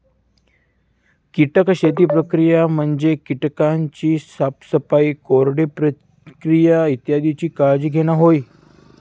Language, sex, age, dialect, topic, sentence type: Marathi, male, 18-24, Southern Konkan, agriculture, statement